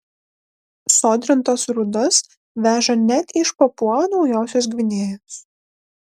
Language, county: Lithuanian, Panevėžys